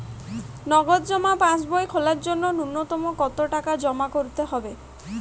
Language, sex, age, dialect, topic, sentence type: Bengali, female, 18-24, Jharkhandi, banking, question